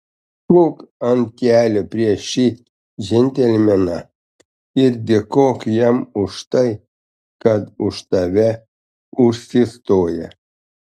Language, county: Lithuanian, Panevėžys